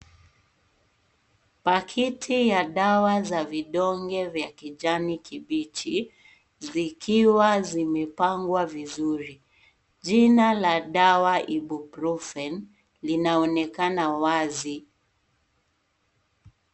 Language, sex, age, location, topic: Swahili, female, 25-35, Kisii, health